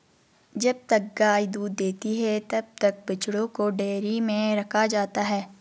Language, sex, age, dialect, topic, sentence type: Hindi, female, 56-60, Garhwali, agriculture, statement